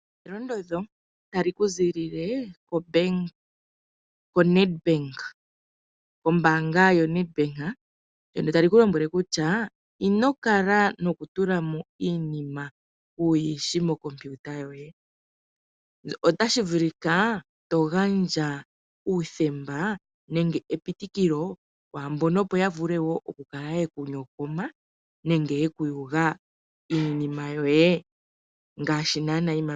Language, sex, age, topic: Oshiwambo, female, 25-35, finance